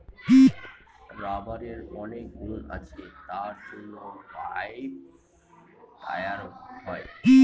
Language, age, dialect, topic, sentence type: Bengali, 60-100, Northern/Varendri, agriculture, statement